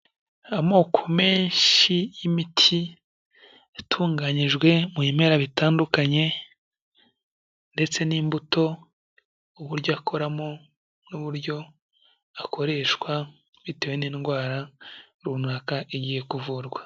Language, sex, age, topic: Kinyarwanda, male, 18-24, health